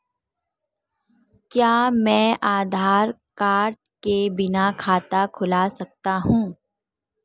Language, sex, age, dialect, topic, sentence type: Hindi, female, 18-24, Marwari Dhudhari, banking, question